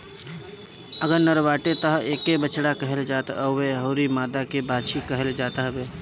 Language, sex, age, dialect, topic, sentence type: Bhojpuri, male, 25-30, Northern, agriculture, statement